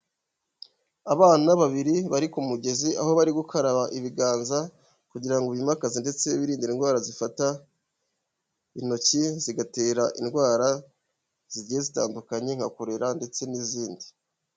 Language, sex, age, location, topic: Kinyarwanda, male, 25-35, Huye, health